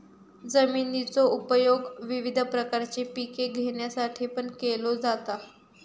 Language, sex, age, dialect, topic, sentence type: Marathi, female, 41-45, Southern Konkan, agriculture, statement